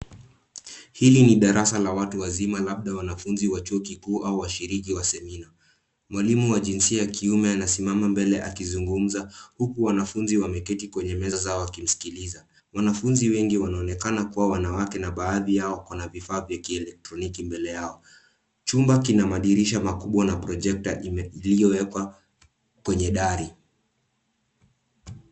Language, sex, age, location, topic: Swahili, male, 18-24, Nairobi, education